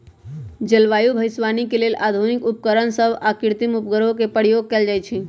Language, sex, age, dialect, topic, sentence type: Magahi, male, 18-24, Western, agriculture, statement